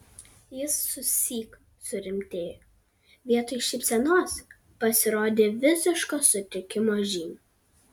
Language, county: Lithuanian, Kaunas